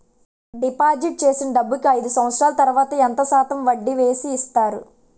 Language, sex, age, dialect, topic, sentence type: Telugu, female, 18-24, Utterandhra, banking, question